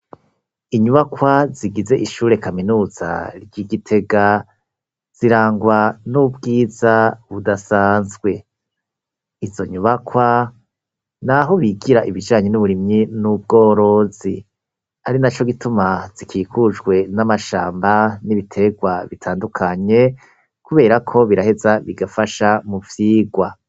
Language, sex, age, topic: Rundi, male, 36-49, education